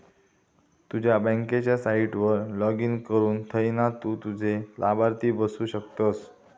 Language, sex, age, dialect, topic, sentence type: Marathi, male, 18-24, Southern Konkan, banking, statement